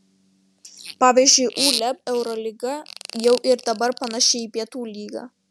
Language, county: Lithuanian, Vilnius